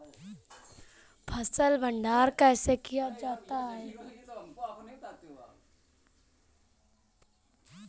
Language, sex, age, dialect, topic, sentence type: Hindi, male, 18-24, Marwari Dhudhari, agriculture, question